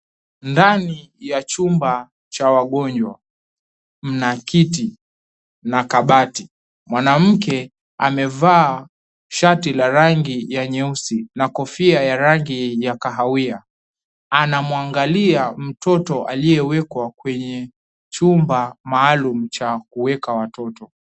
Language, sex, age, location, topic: Swahili, male, 18-24, Mombasa, health